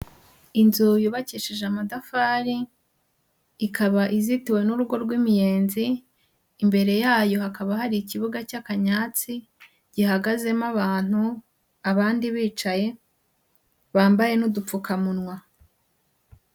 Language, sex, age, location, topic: Kinyarwanda, female, 18-24, Huye, education